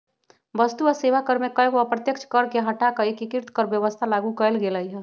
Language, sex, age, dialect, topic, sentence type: Magahi, female, 36-40, Western, banking, statement